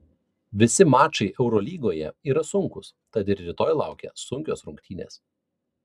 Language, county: Lithuanian, Vilnius